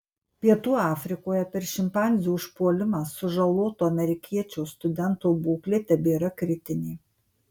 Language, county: Lithuanian, Marijampolė